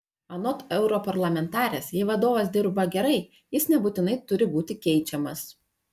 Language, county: Lithuanian, Panevėžys